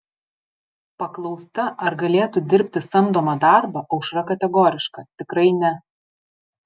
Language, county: Lithuanian, Vilnius